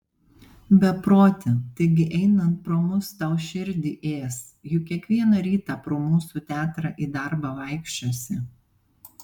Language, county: Lithuanian, Panevėžys